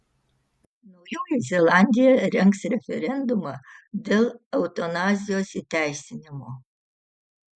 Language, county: Lithuanian, Utena